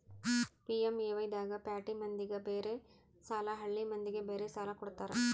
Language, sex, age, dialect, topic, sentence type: Kannada, female, 25-30, Central, banking, statement